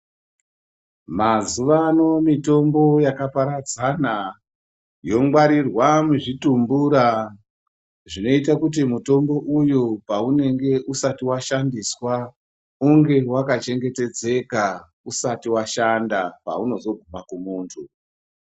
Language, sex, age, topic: Ndau, female, 25-35, health